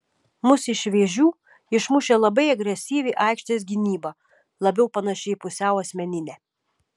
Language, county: Lithuanian, Šiauliai